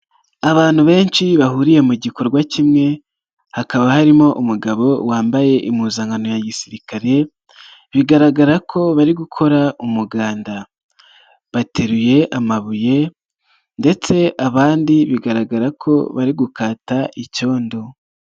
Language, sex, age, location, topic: Kinyarwanda, male, 36-49, Nyagatare, government